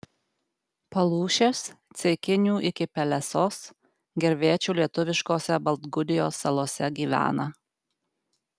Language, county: Lithuanian, Alytus